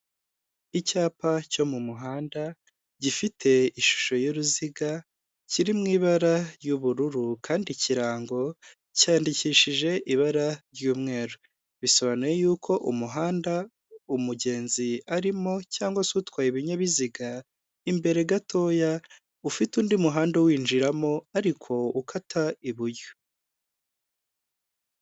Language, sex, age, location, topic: Kinyarwanda, male, 25-35, Kigali, government